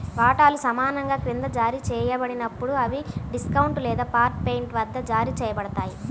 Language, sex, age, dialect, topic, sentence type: Telugu, female, 18-24, Central/Coastal, banking, statement